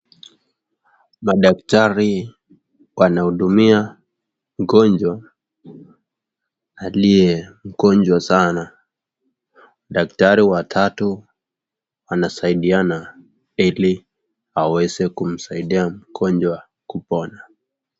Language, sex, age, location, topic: Swahili, male, 18-24, Nakuru, health